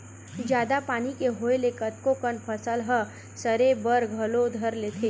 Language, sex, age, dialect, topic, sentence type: Chhattisgarhi, male, 25-30, Western/Budati/Khatahi, agriculture, statement